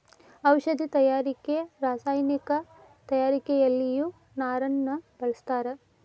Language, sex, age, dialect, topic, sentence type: Kannada, female, 25-30, Dharwad Kannada, agriculture, statement